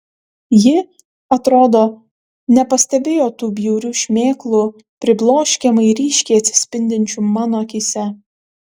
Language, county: Lithuanian, Kaunas